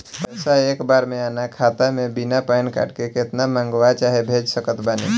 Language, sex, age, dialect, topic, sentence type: Bhojpuri, male, 18-24, Southern / Standard, banking, question